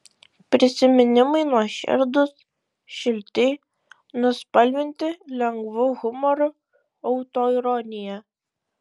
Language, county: Lithuanian, Šiauliai